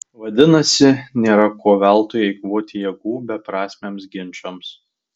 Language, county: Lithuanian, Tauragė